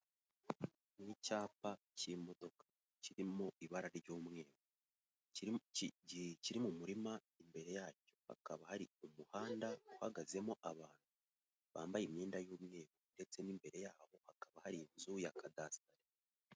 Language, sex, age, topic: Kinyarwanda, male, 18-24, government